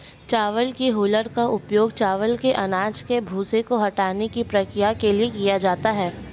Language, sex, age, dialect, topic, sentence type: Hindi, female, 18-24, Marwari Dhudhari, agriculture, statement